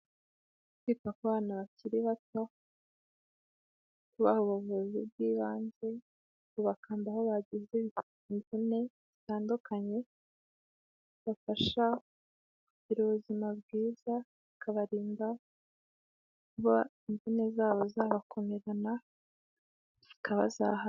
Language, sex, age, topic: Kinyarwanda, female, 18-24, health